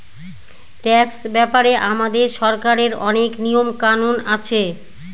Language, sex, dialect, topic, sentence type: Bengali, female, Northern/Varendri, banking, statement